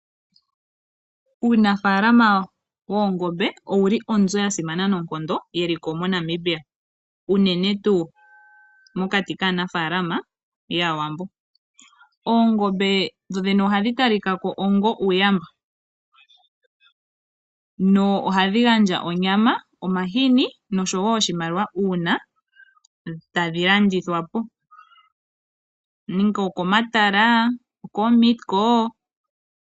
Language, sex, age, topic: Oshiwambo, female, 18-24, agriculture